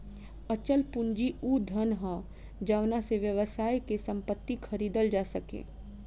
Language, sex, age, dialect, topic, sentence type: Bhojpuri, female, 25-30, Southern / Standard, banking, statement